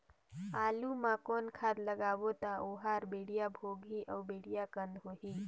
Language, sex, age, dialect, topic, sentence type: Chhattisgarhi, female, 25-30, Northern/Bhandar, agriculture, question